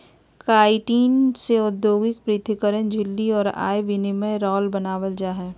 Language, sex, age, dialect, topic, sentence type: Magahi, female, 31-35, Southern, agriculture, statement